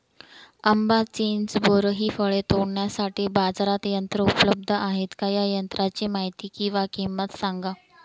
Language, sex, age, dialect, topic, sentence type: Marathi, female, 25-30, Northern Konkan, agriculture, question